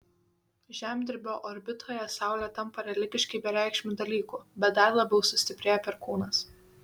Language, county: Lithuanian, Šiauliai